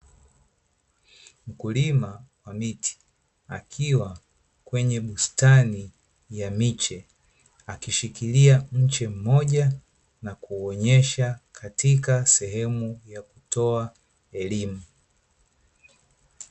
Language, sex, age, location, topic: Swahili, male, 25-35, Dar es Salaam, agriculture